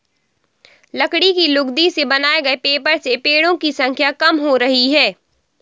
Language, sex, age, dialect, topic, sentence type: Hindi, female, 60-100, Awadhi Bundeli, agriculture, statement